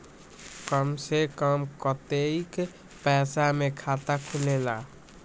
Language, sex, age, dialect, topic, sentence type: Magahi, male, 18-24, Western, banking, question